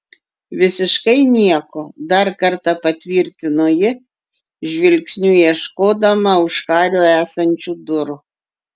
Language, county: Lithuanian, Klaipėda